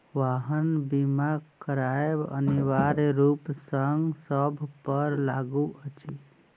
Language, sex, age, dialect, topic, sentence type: Maithili, male, 25-30, Southern/Standard, banking, statement